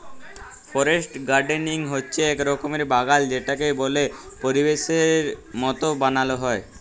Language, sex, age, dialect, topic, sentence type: Bengali, female, 18-24, Jharkhandi, agriculture, statement